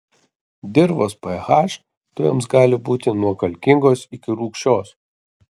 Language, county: Lithuanian, Kaunas